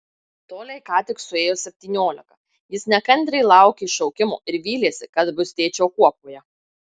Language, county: Lithuanian, Marijampolė